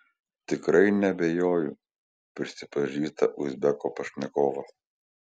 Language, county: Lithuanian, Kaunas